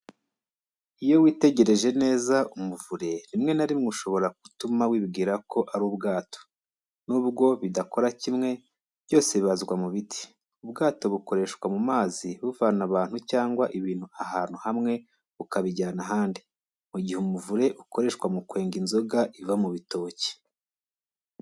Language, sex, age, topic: Kinyarwanda, male, 25-35, education